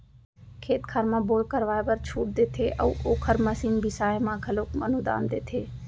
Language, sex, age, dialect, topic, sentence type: Chhattisgarhi, female, 18-24, Central, agriculture, statement